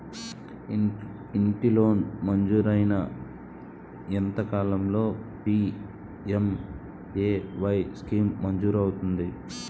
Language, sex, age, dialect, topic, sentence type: Telugu, male, 25-30, Utterandhra, banking, question